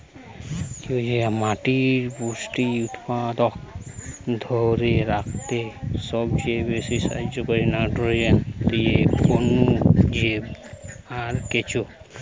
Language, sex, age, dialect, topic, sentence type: Bengali, male, 25-30, Western, agriculture, statement